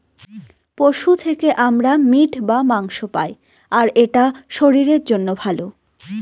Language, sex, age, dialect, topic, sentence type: Bengali, female, 18-24, Northern/Varendri, agriculture, statement